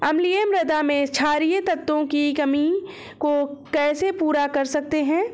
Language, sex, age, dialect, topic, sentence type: Hindi, female, 25-30, Awadhi Bundeli, agriculture, question